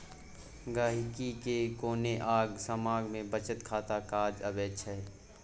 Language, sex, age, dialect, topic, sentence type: Maithili, male, 25-30, Bajjika, banking, statement